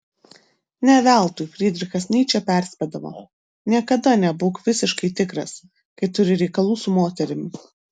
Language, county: Lithuanian, Vilnius